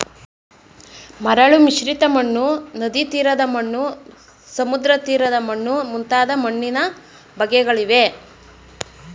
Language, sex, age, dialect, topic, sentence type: Kannada, female, 41-45, Mysore Kannada, agriculture, statement